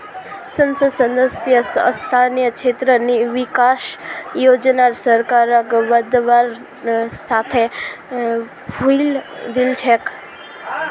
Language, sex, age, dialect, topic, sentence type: Magahi, female, 18-24, Northeastern/Surjapuri, banking, statement